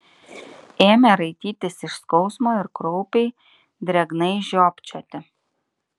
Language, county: Lithuanian, Klaipėda